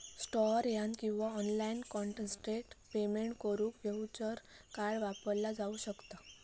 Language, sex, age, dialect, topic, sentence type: Marathi, female, 18-24, Southern Konkan, banking, statement